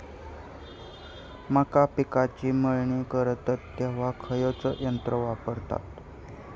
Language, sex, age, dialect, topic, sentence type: Marathi, male, 18-24, Southern Konkan, agriculture, question